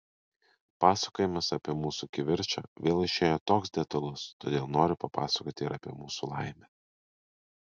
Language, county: Lithuanian, Kaunas